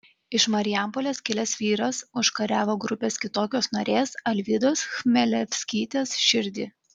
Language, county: Lithuanian, Kaunas